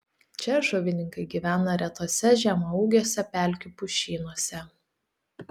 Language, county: Lithuanian, Telšiai